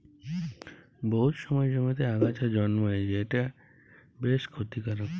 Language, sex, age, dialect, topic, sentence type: Bengali, male, 25-30, Jharkhandi, agriculture, statement